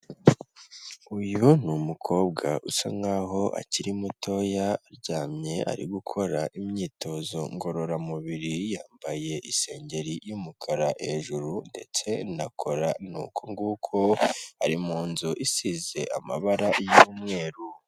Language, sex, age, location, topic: Kinyarwanda, male, 25-35, Kigali, health